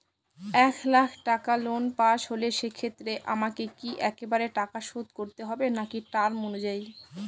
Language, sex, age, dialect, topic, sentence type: Bengali, female, 18-24, Northern/Varendri, banking, question